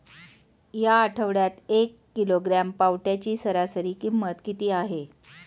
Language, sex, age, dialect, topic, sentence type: Marathi, female, 41-45, Standard Marathi, agriculture, question